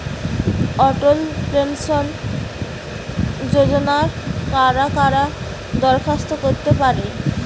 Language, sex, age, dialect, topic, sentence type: Bengali, female, 18-24, Rajbangshi, banking, question